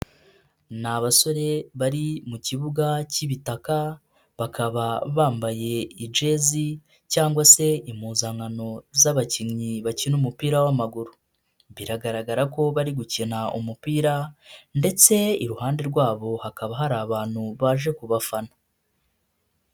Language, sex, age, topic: Kinyarwanda, male, 25-35, government